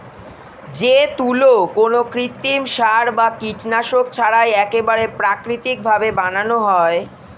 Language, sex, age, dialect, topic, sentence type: Bengali, female, 36-40, Standard Colloquial, agriculture, statement